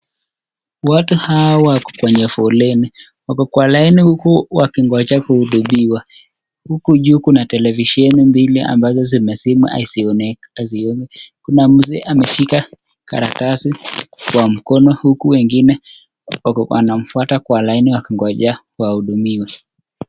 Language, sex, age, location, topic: Swahili, male, 18-24, Nakuru, government